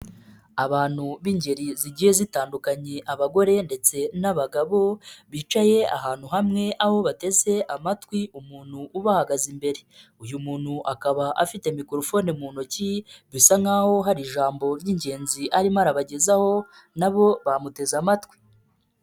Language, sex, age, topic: Kinyarwanda, male, 25-35, government